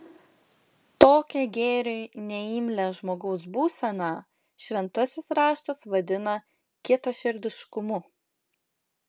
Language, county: Lithuanian, Klaipėda